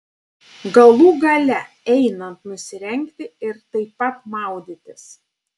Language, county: Lithuanian, Panevėžys